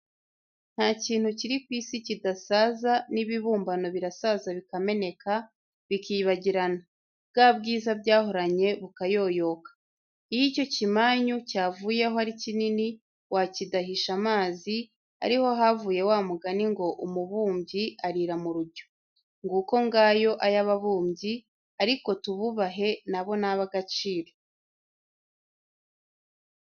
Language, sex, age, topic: Kinyarwanda, female, 25-35, education